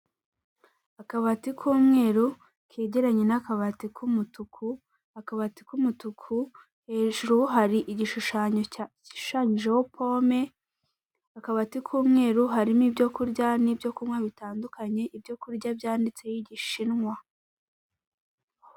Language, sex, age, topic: Kinyarwanda, female, 18-24, finance